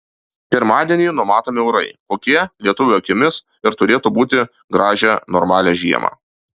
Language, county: Lithuanian, Alytus